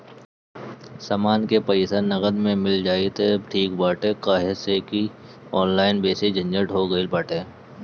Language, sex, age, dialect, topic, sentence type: Bhojpuri, male, 25-30, Northern, banking, statement